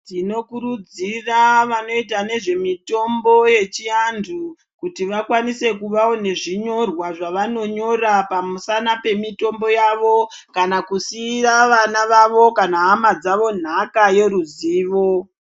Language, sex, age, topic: Ndau, female, 25-35, health